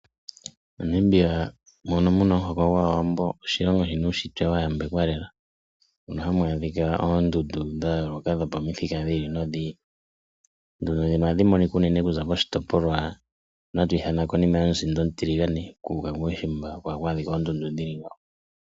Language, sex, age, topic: Oshiwambo, male, 25-35, agriculture